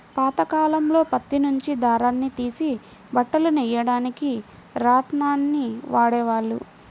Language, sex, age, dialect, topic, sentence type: Telugu, female, 25-30, Central/Coastal, agriculture, statement